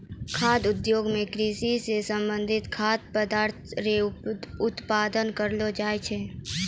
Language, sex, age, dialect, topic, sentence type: Maithili, female, 18-24, Angika, agriculture, statement